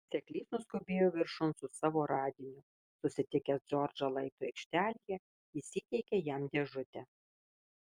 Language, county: Lithuanian, Kaunas